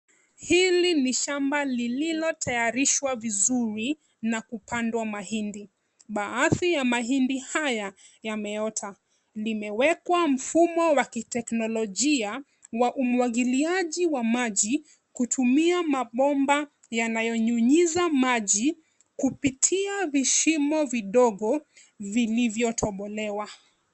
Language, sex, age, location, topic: Swahili, female, 25-35, Nairobi, agriculture